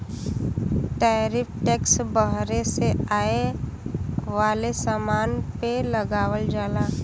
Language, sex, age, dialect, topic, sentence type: Bhojpuri, female, 18-24, Western, banking, statement